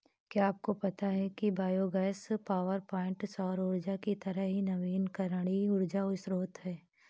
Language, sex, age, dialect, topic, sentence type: Hindi, female, 18-24, Awadhi Bundeli, agriculture, statement